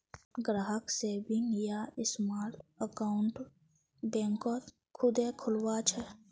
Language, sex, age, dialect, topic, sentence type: Magahi, female, 25-30, Northeastern/Surjapuri, banking, statement